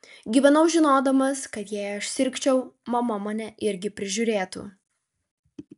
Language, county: Lithuanian, Vilnius